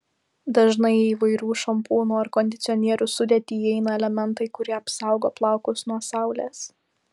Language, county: Lithuanian, Vilnius